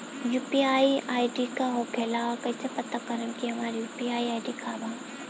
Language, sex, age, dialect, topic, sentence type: Bhojpuri, female, 18-24, Southern / Standard, banking, question